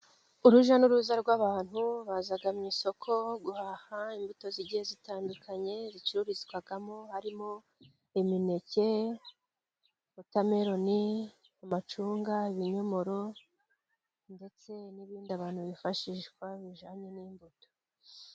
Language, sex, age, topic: Kinyarwanda, female, 25-35, finance